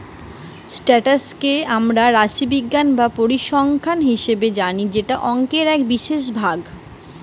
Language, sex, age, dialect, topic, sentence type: Bengali, female, 25-30, Western, banking, statement